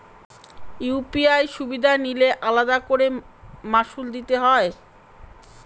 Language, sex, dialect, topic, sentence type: Bengali, female, Northern/Varendri, banking, question